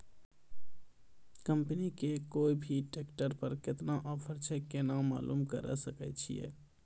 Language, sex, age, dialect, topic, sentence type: Maithili, male, 25-30, Angika, agriculture, question